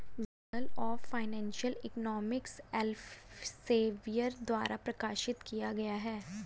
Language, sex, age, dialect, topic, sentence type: Hindi, male, 18-24, Hindustani Malvi Khadi Boli, banking, statement